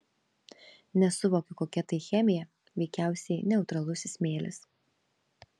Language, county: Lithuanian, Kaunas